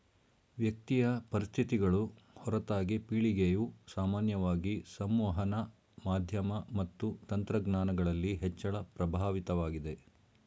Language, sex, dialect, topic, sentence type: Kannada, male, Mysore Kannada, banking, statement